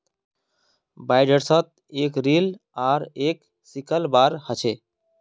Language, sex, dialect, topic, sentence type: Magahi, male, Northeastern/Surjapuri, agriculture, statement